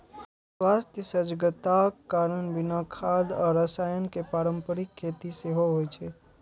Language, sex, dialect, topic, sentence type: Maithili, male, Eastern / Thethi, agriculture, statement